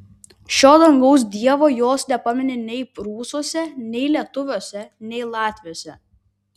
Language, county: Lithuanian, Vilnius